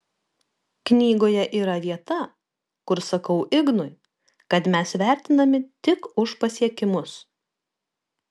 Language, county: Lithuanian, Kaunas